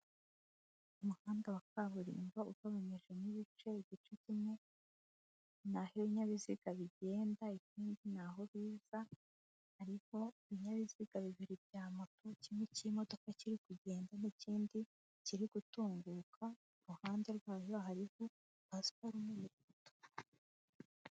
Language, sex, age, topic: Kinyarwanda, female, 18-24, government